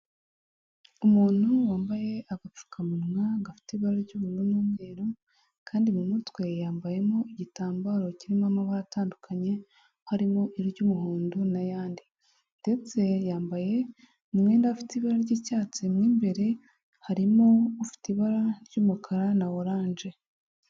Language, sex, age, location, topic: Kinyarwanda, male, 50+, Huye, health